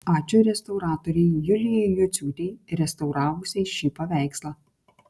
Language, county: Lithuanian, Kaunas